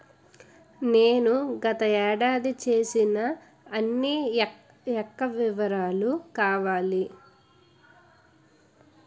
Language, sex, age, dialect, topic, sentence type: Telugu, female, 18-24, Utterandhra, banking, question